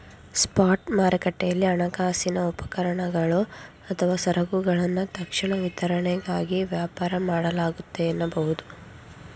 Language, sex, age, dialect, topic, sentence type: Kannada, female, 51-55, Mysore Kannada, banking, statement